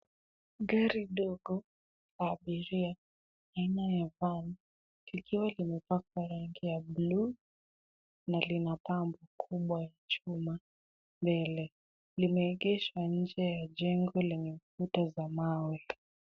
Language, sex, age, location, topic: Swahili, female, 18-24, Nairobi, finance